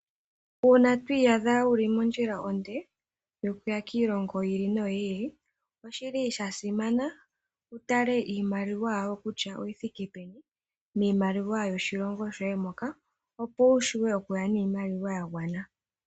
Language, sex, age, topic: Oshiwambo, female, 18-24, finance